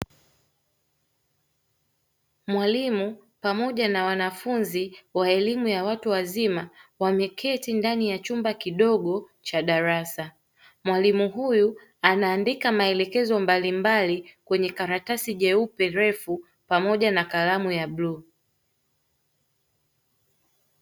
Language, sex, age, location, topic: Swahili, female, 18-24, Dar es Salaam, education